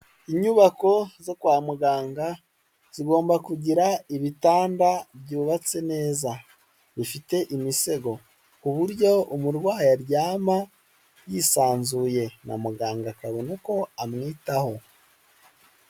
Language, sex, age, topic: Kinyarwanda, male, 18-24, health